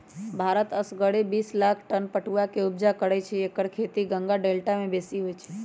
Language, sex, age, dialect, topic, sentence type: Magahi, female, 31-35, Western, agriculture, statement